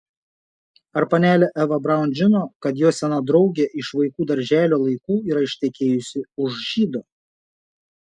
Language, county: Lithuanian, Šiauliai